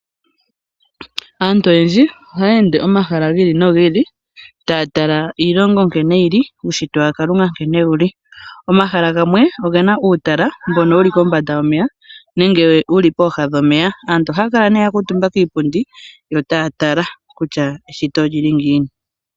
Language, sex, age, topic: Oshiwambo, female, 25-35, agriculture